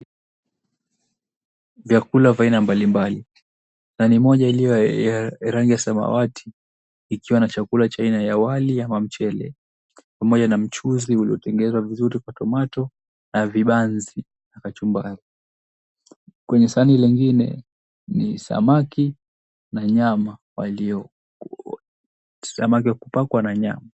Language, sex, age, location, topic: Swahili, male, 18-24, Mombasa, agriculture